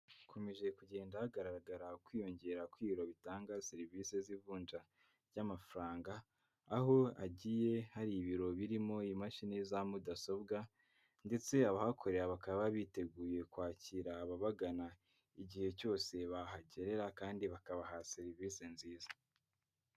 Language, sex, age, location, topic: Kinyarwanda, male, 18-24, Kigali, finance